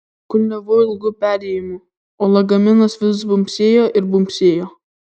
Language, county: Lithuanian, Alytus